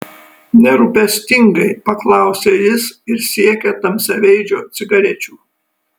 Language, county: Lithuanian, Kaunas